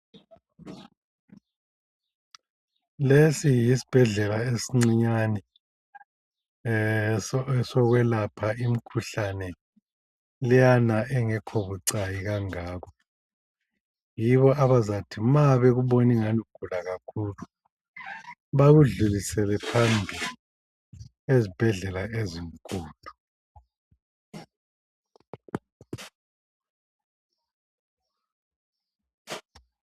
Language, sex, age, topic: North Ndebele, male, 50+, health